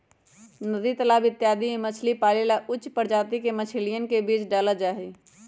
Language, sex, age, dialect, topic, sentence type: Magahi, female, 31-35, Western, agriculture, statement